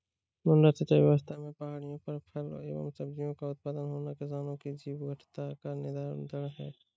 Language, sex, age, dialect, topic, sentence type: Hindi, male, 18-24, Awadhi Bundeli, agriculture, statement